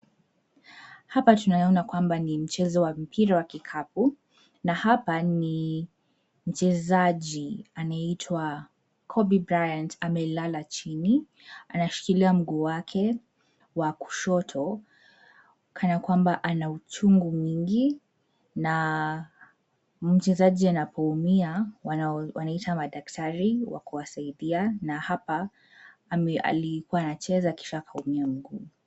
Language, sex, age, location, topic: Swahili, female, 18-24, Nairobi, health